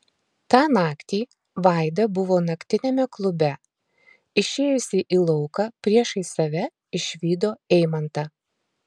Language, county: Lithuanian, Marijampolė